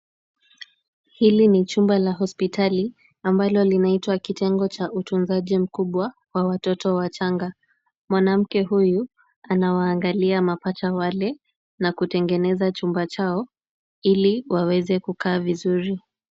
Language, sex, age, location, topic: Swahili, female, 18-24, Kisumu, health